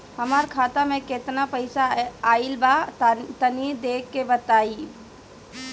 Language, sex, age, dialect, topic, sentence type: Bhojpuri, female, 18-24, Northern, banking, question